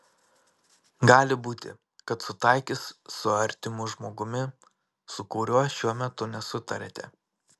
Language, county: Lithuanian, Panevėžys